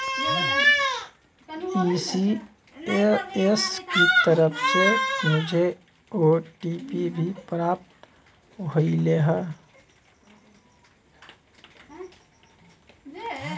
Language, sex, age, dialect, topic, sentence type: Magahi, male, 18-24, Central/Standard, banking, statement